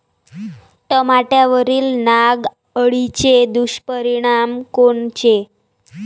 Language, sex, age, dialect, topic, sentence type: Marathi, female, 18-24, Varhadi, agriculture, question